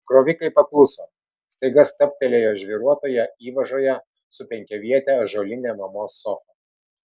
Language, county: Lithuanian, Vilnius